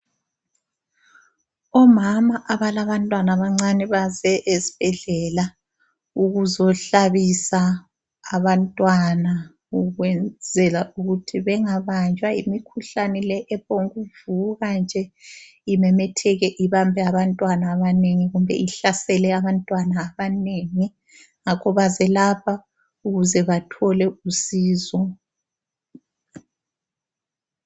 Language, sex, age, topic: North Ndebele, female, 36-49, health